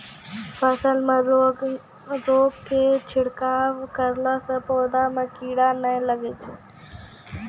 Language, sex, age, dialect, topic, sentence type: Maithili, female, 18-24, Angika, agriculture, question